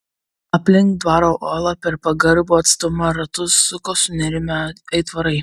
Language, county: Lithuanian, Kaunas